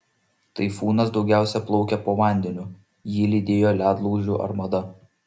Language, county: Lithuanian, Šiauliai